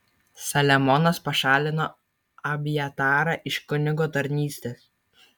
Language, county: Lithuanian, Kaunas